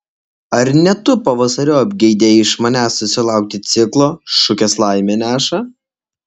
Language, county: Lithuanian, Alytus